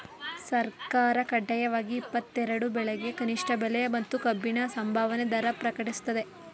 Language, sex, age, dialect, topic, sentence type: Kannada, female, 18-24, Mysore Kannada, agriculture, statement